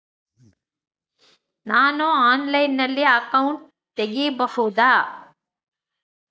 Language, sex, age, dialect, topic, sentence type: Kannada, female, 60-100, Central, banking, question